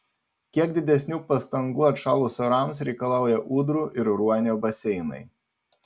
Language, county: Lithuanian, Panevėžys